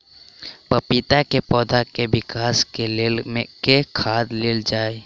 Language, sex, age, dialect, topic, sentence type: Maithili, male, 18-24, Southern/Standard, agriculture, question